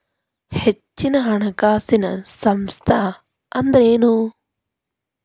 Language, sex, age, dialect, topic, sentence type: Kannada, female, 31-35, Dharwad Kannada, banking, question